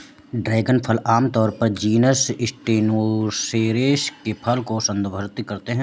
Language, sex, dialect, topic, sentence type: Hindi, male, Awadhi Bundeli, agriculture, statement